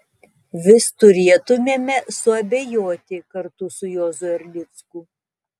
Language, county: Lithuanian, Tauragė